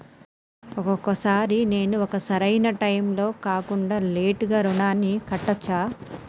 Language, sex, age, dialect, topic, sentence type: Telugu, male, 31-35, Telangana, banking, question